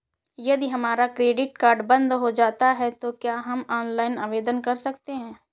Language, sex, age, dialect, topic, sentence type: Hindi, female, 18-24, Awadhi Bundeli, banking, question